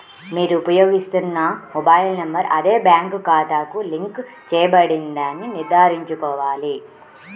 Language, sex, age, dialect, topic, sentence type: Telugu, female, 18-24, Central/Coastal, banking, statement